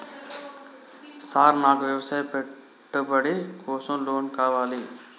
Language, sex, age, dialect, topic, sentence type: Telugu, male, 41-45, Telangana, banking, question